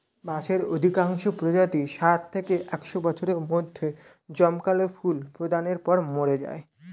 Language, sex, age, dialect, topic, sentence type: Bengali, male, 18-24, Standard Colloquial, agriculture, statement